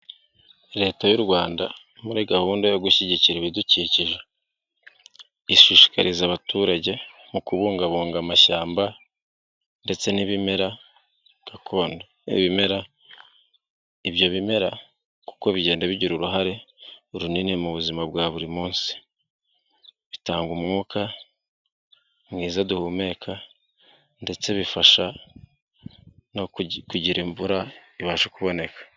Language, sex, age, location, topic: Kinyarwanda, male, 36-49, Nyagatare, agriculture